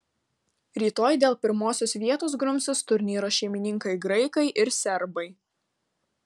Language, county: Lithuanian, Vilnius